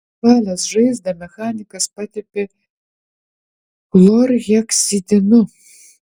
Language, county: Lithuanian, Utena